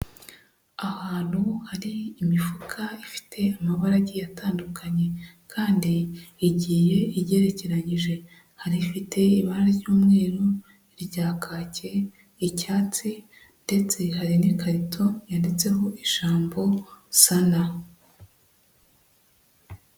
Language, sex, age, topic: Kinyarwanda, male, 25-35, agriculture